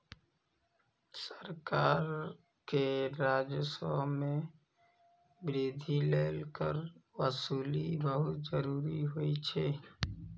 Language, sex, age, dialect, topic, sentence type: Maithili, male, 25-30, Eastern / Thethi, banking, statement